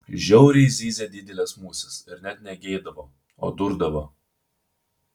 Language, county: Lithuanian, Vilnius